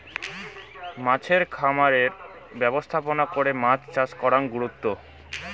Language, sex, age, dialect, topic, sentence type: Bengali, male, 18-24, Rajbangshi, agriculture, statement